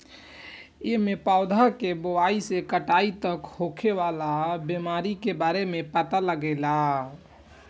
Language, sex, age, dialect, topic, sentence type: Bhojpuri, male, 18-24, Southern / Standard, agriculture, statement